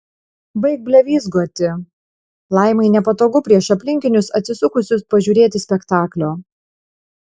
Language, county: Lithuanian, Panevėžys